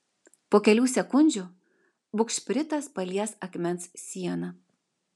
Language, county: Lithuanian, Vilnius